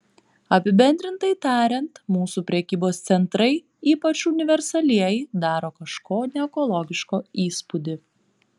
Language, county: Lithuanian, Panevėžys